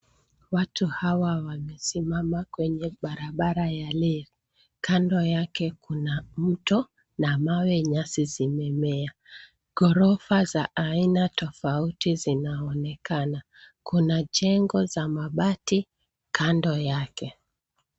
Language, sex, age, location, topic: Swahili, female, 36-49, Nairobi, government